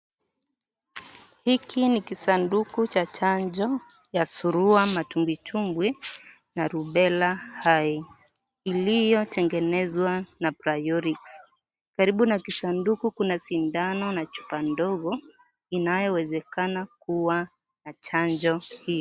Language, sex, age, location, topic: Swahili, female, 25-35, Kisii, health